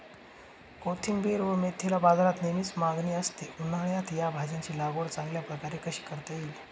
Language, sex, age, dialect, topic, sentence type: Marathi, male, 25-30, Northern Konkan, agriculture, question